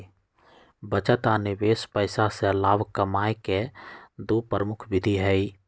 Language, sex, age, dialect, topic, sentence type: Magahi, male, 60-100, Western, banking, statement